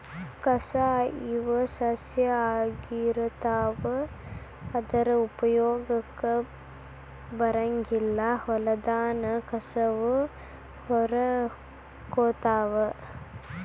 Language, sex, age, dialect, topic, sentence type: Kannada, male, 18-24, Dharwad Kannada, agriculture, statement